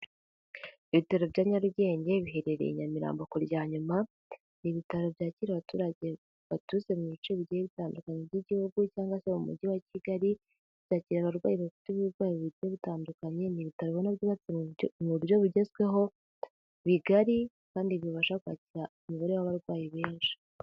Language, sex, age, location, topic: Kinyarwanda, female, 18-24, Kigali, health